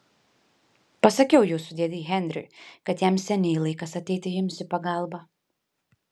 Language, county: Lithuanian, Panevėžys